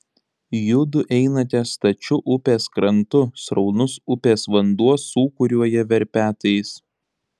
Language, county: Lithuanian, Panevėžys